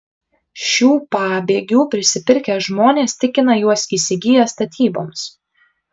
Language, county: Lithuanian, Kaunas